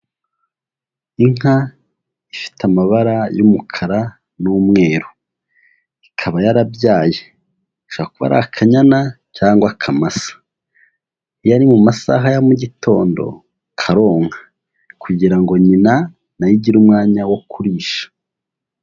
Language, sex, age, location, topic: Kinyarwanda, male, 18-24, Huye, agriculture